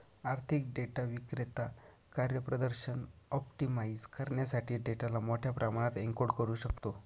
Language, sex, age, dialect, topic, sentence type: Marathi, male, 25-30, Northern Konkan, banking, statement